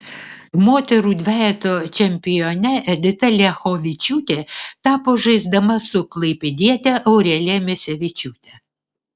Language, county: Lithuanian, Vilnius